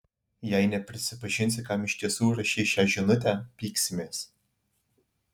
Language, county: Lithuanian, Alytus